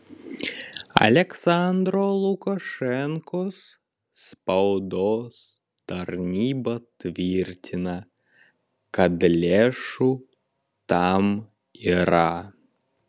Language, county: Lithuanian, Vilnius